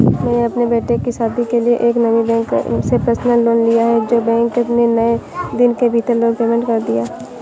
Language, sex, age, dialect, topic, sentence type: Hindi, female, 56-60, Awadhi Bundeli, banking, statement